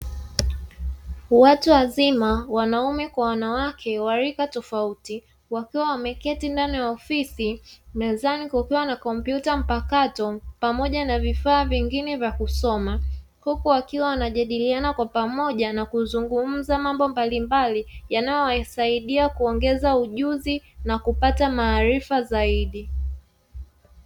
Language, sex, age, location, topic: Swahili, female, 25-35, Dar es Salaam, education